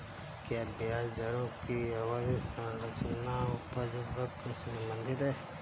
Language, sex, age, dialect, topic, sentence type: Hindi, male, 25-30, Kanauji Braj Bhasha, banking, statement